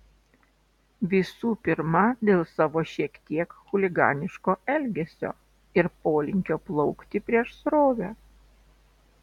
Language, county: Lithuanian, Telšiai